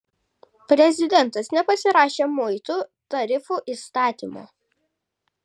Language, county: Lithuanian, Kaunas